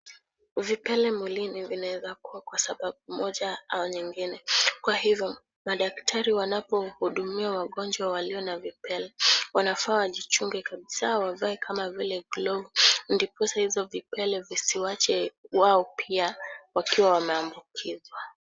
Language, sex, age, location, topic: Swahili, female, 18-24, Kisumu, health